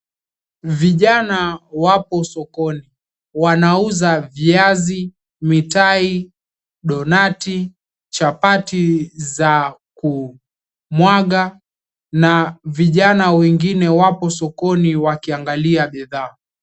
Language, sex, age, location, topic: Swahili, male, 18-24, Mombasa, agriculture